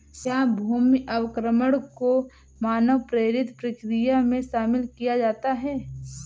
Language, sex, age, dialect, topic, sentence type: Hindi, female, 18-24, Marwari Dhudhari, agriculture, statement